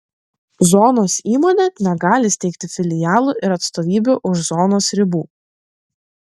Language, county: Lithuanian, Klaipėda